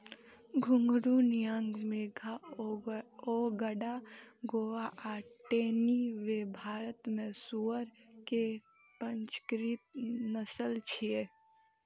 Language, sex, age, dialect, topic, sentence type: Maithili, female, 18-24, Eastern / Thethi, agriculture, statement